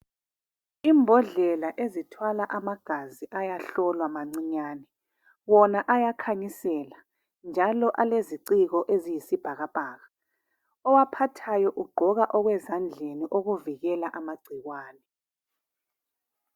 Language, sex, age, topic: North Ndebele, female, 36-49, health